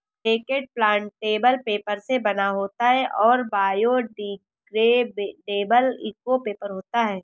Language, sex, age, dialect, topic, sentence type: Hindi, female, 18-24, Awadhi Bundeli, agriculture, statement